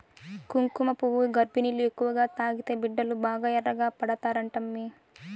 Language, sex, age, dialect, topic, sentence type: Telugu, female, 18-24, Southern, agriculture, statement